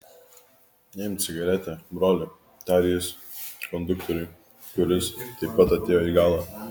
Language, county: Lithuanian, Kaunas